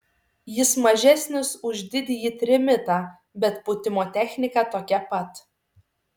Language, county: Lithuanian, Šiauliai